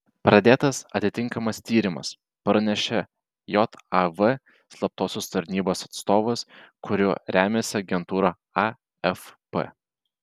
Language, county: Lithuanian, Vilnius